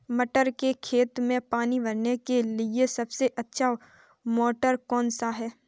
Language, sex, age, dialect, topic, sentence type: Hindi, female, 25-30, Kanauji Braj Bhasha, agriculture, question